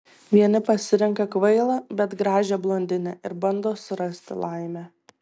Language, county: Lithuanian, Tauragė